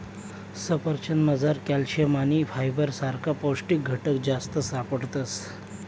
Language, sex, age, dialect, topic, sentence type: Marathi, male, 25-30, Northern Konkan, agriculture, statement